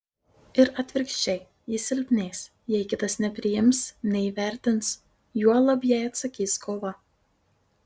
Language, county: Lithuanian, Marijampolė